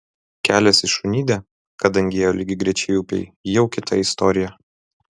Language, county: Lithuanian, Vilnius